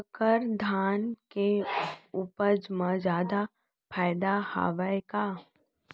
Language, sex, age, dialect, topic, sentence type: Chhattisgarhi, female, 18-24, Central, agriculture, question